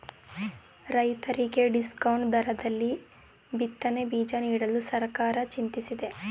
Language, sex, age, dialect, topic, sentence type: Kannada, female, 18-24, Mysore Kannada, banking, statement